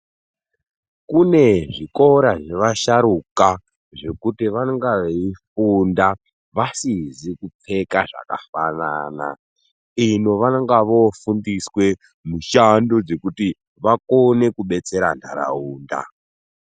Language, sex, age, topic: Ndau, male, 18-24, education